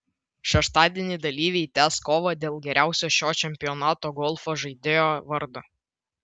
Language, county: Lithuanian, Vilnius